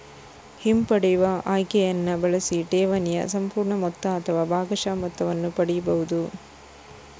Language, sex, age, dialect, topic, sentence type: Kannada, female, 31-35, Coastal/Dakshin, banking, statement